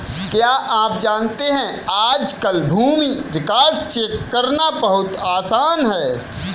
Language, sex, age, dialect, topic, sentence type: Hindi, male, 25-30, Kanauji Braj Bhasha, agriculture, statement